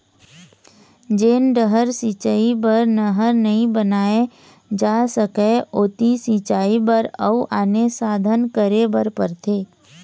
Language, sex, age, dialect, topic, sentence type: Chhattisgarhi, female, 25-30, Eastern, agriculture, statement